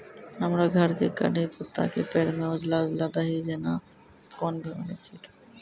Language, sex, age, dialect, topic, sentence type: Maithili, female, 31-35, Angika, agriculture, question